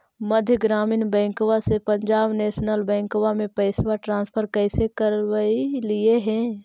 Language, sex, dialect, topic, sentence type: Magahi, female, Central/Standard, banking, question